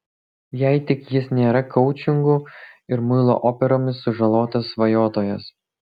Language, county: Lithuanian, Kaunas